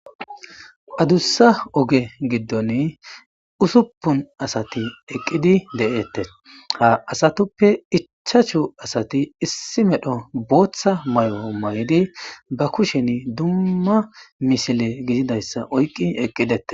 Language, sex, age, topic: Gamo, male, 25-35, government